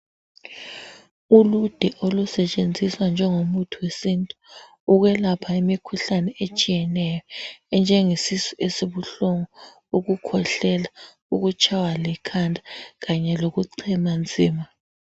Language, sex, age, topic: North Ndebele, female, 25-35, health